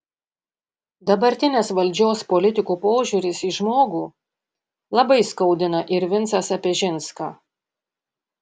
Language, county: Lithuanian, Panevėžys